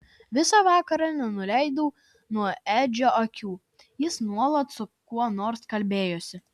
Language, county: Lithuanian, Vilnius